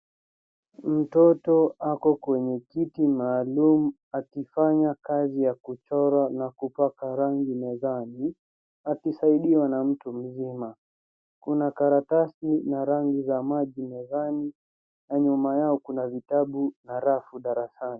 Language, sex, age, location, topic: Swahili, male, 50+, Nairobi, education